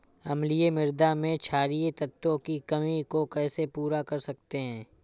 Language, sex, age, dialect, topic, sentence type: Hindi, male, 25-30, Awadhi Bundeli, agriculture, question